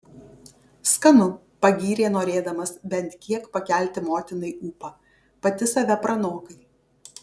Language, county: Lithuanian, Kaunas